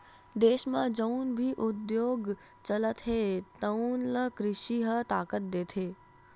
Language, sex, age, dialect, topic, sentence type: Chhattisgarhi, female, 18-24, Western/Budati/Khatahi, banking, statement